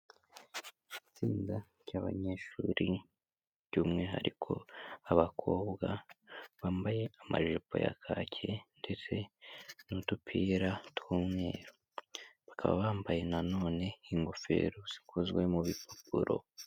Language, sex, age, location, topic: Kinyarwanda, female, 18-24, Kigali, education